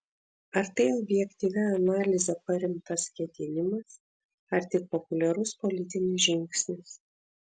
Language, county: Lithuanian, Vilnius